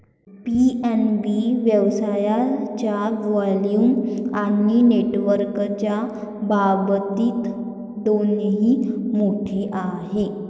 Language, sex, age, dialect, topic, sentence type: Marathi, female, 25-30, Varhadi, banking, statement